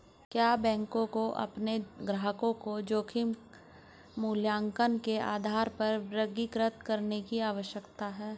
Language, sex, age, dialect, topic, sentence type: Hindi, male, 46-50, Hindustani Malvi Khadi Boli, banking, question